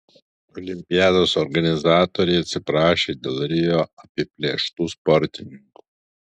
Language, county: Lithuanian, Alytus